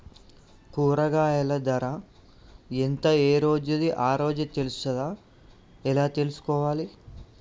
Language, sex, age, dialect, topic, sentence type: Telugu, male, 18-24, Telangana, agriculture, question